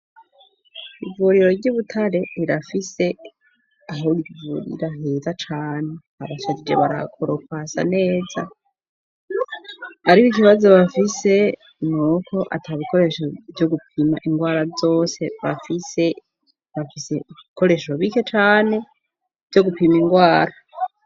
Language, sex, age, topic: Rundi, female, 25-35, education